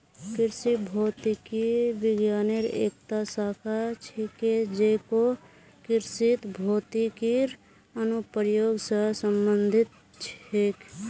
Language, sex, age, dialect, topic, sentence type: Magahi, male, 25-30, Northeastern/Surjapuri, agriculture, statement